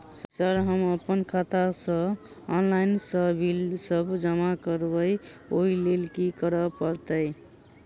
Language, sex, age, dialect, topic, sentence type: Maithili, female, 18-24, Southern/Standard, banking, question